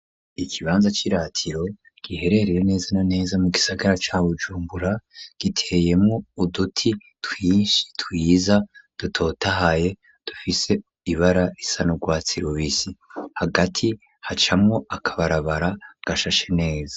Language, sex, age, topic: Rundi, male, 18-24, education